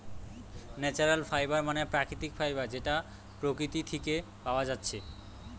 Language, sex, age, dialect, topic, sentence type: Bengali, male, 18-24, Western, agriculture, statement